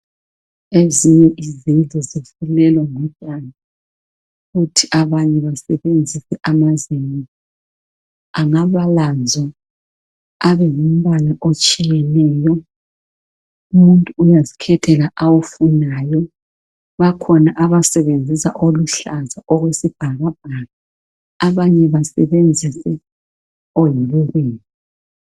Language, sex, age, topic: North Ndebele, female, 50+, health